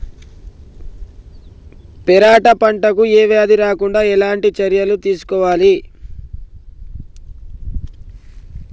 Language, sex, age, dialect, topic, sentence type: Telugu, male, 25-30, Telangana, agriculture, question